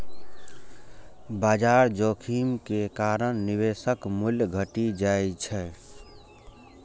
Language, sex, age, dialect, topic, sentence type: Maithili, male, 18-24, Eastern / Thethi, banking, statement